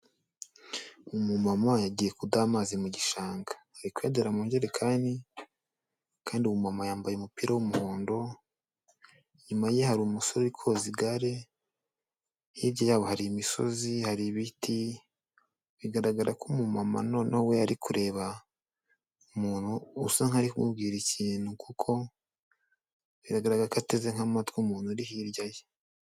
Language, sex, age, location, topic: Kinyarwanda, male, 18-24, Kigali, health